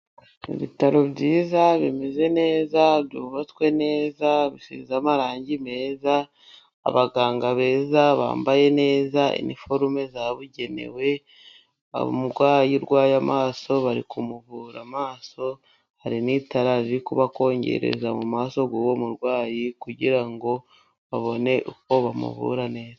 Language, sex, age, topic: Kinyarwanda, female, 25-35, health